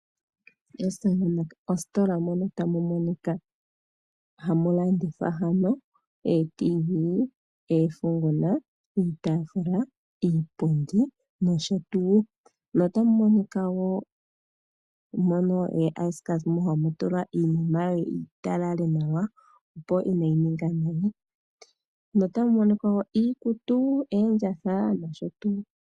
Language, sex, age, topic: Oshiwambo, female, 25-35, finance